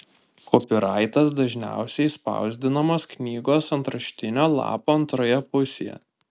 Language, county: Lithuanian, Panevėžys